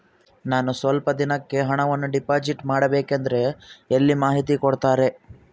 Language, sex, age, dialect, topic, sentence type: Kannada, male, 41-45, Central, banking, question